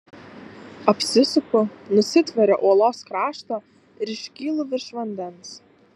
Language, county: Lithuanian, Alytus